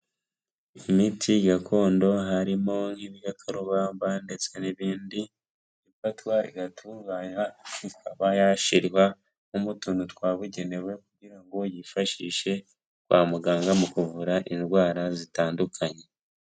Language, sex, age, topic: Kinyarwanda, male, 18-24, health